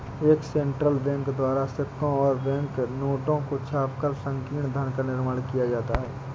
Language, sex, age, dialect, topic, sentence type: Hindi, male, 60-100, Awadhi Bundeli, banking, statement